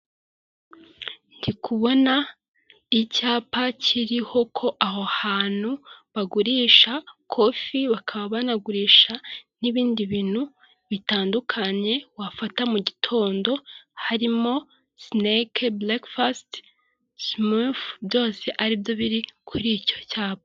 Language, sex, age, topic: Kinyarwanda, female, 25-35, government